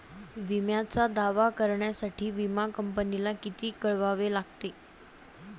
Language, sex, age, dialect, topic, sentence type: Marathi, female, 18-24, Standard Marathi, banking, question